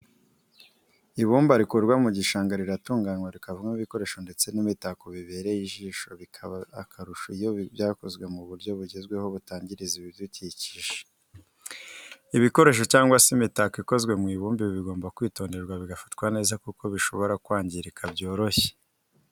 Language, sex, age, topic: Kinyarwanda, male, 25-35, education